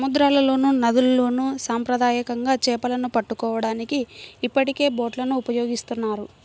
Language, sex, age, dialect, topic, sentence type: Telugu, female, 60-100, Central/Coastal, agriculture, statement